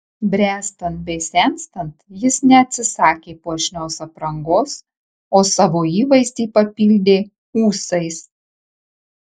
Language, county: Lithuanian, Marijampolė